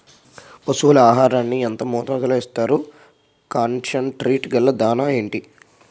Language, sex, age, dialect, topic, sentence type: Telugu, male, 51-55, Utterandhra, agriculture, question